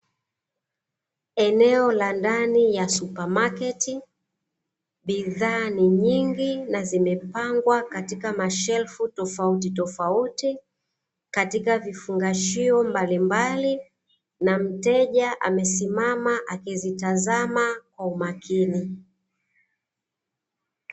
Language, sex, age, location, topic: Swahili, female, 25-35, Dar es Salaam, finance